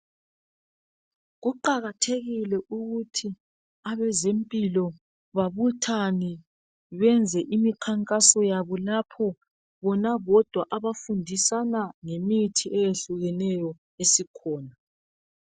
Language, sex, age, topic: North Ndebele, male, 36-49, health